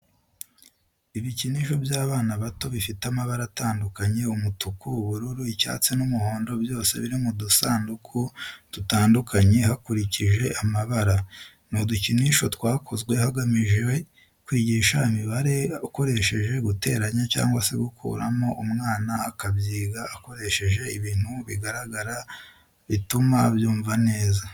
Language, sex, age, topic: Kinyarwanda, male, 25-35, education